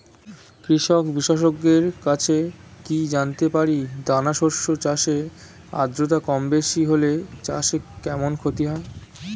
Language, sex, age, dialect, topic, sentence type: Bengali, male, 18-24, Standard Colloquial, agriculture, question